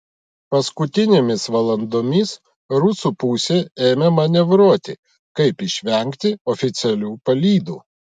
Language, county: Lithuanian, Vilnius